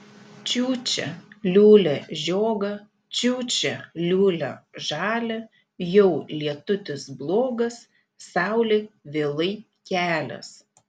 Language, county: Lithuanian, Panevėžys